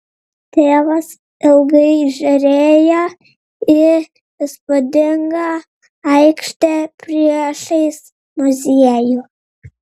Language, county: Lithuanian, Vilnius